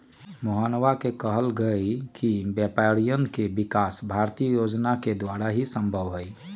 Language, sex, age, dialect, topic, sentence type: Magahi, male, 46-50, Western, banking, statement